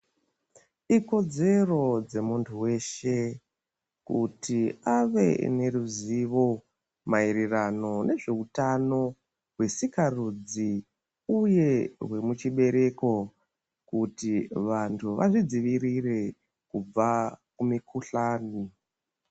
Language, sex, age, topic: Ndau, female, 36-49, health